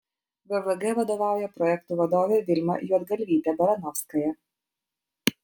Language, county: Lithuanian, Utena